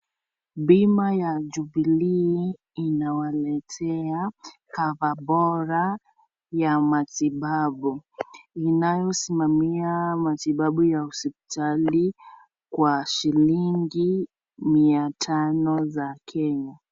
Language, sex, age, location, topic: Swahili, female, 25-35, Kisii, finance